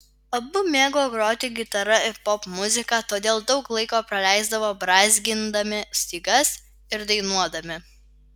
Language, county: Lithuanian, Vilnius